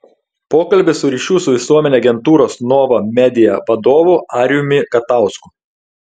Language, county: Lithuanian, Telšiai